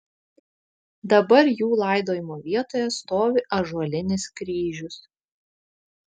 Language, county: Lithuanian, Vilnius